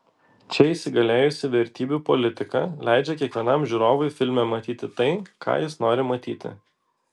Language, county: Lithuanian, Vilnius